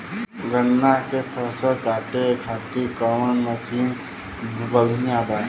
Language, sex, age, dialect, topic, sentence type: Bhojpuri, male, 18-24, Western, agriculture, question